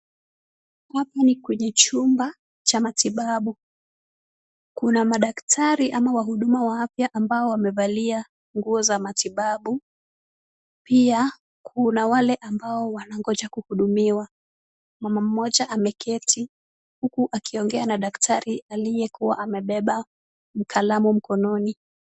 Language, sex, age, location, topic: Swahili, female, 18-24, Kisumu, health